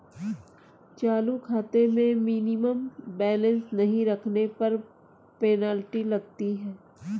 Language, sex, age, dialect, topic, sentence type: Hindi, female, 25-30, Kanauji Braj Bhasha, banking, statement